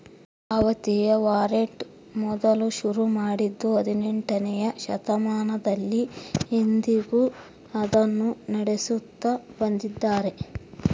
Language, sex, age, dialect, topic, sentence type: Kannada, male, 41-45, Central, banking, statement